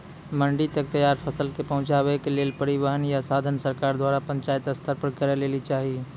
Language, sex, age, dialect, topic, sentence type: Maithili, male, 18-24, Angika, agriculture, question